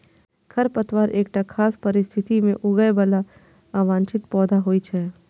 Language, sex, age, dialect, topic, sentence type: Maithili, female, 25-30, Eastern / Thethi, agriculture, statement